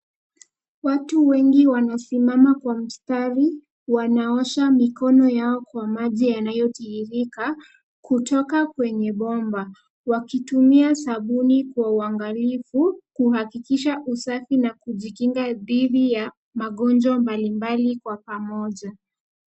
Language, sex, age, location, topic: Swahili, female, 18-24, Nairobi, health